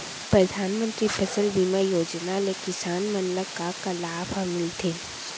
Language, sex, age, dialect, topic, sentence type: Chhattisgarhi, female, 18-24, Central, banking, question